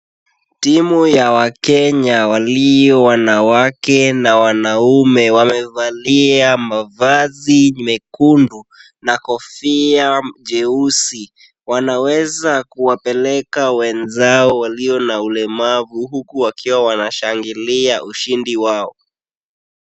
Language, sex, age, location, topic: Swahili, male, 18-24, Kisumu, education